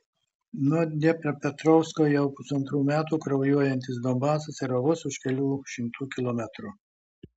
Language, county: Lithuanian, Telšiai